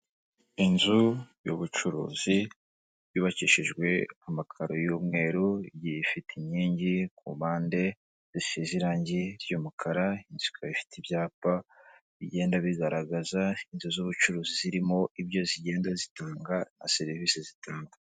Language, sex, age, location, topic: Kinyarwanda, male, 18-24, Kigali, finance